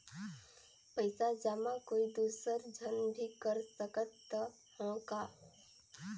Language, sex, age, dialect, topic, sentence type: Chhattisgarhi, female, 18-24, Northern/Bhandar, banking, question